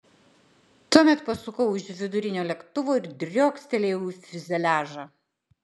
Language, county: Lithuanian, Klaipėda